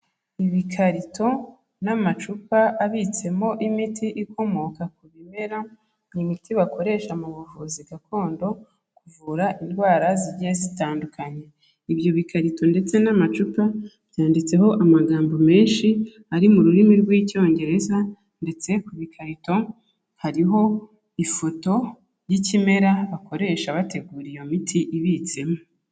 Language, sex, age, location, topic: Kinyarwanda, female, 25-35, Kigali, health